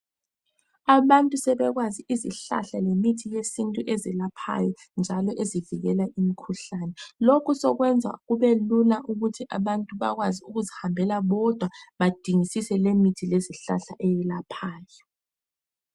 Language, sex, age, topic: North Ndebele, female, 25-35, health